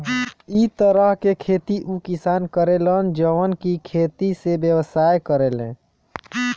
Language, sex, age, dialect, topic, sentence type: Bhojpuri, male, 18-24, Northern, agriculture, statement